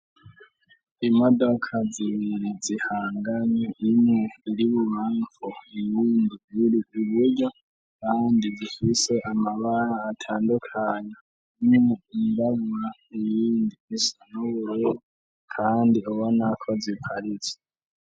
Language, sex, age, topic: Rundi, male, 36-49, education